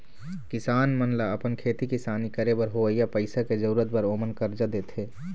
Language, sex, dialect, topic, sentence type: Chhattisgarhi, male, Eastern, banking, statement